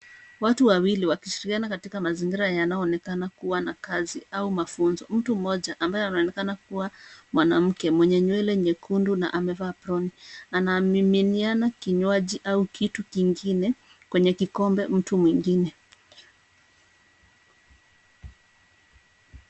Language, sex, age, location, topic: Swahili, female, 25-35, Nairobi, education